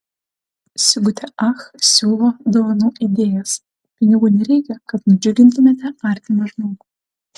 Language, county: Lithuanian, Vilnius